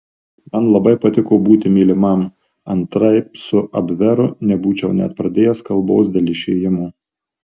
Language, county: Lithuanian, Marijampolė